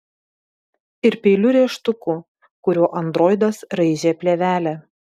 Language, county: Lithuanian, Vilnius